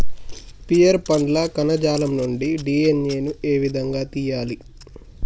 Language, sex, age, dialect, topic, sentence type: Telugu, male, 18-24, Telangana, agriculture, question